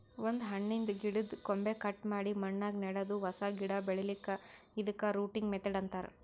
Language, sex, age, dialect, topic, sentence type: Kannada, female, 56-60, Northeastern, agriculture, statement